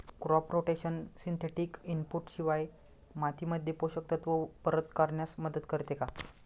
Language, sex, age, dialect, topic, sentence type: Marathi, male, 25-30, Standard Marathi, agriculture, question